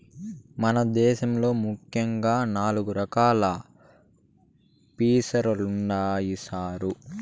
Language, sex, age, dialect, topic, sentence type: Telugu, male, 56-60, Southern, agriculture, statement